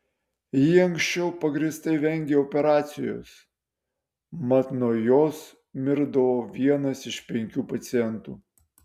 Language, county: Lithuanian, Utena